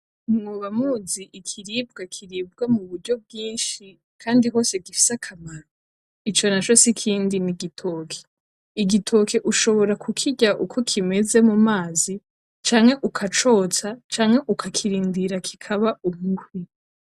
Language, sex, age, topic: Rundi, female, 18-24, agriculture